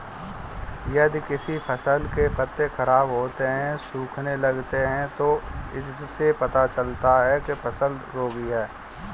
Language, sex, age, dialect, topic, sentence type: Hindi, male, 25-30, Kanauji Braj Bhasha, agriculture, statement